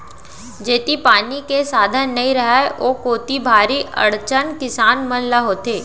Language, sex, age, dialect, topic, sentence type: Chhattisgarhi, female, 31-35, Central, agriculture, statement